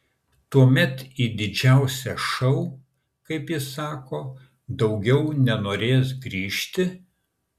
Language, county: Lithuanian, Kaunas